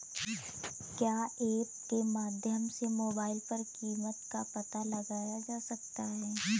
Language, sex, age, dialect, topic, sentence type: Hindi, female, 18-24, Awadhi Bundeli, agriculture, question